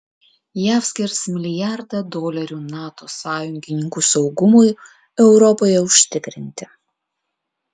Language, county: Lithuanian, Klaipėda